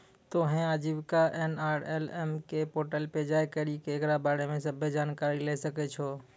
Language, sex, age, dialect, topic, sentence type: Maithili, male, 25-30, Angika, banking, statement